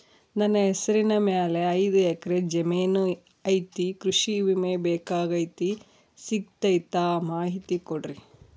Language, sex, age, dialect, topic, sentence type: Kannada, female, 36-40, Central, banking, question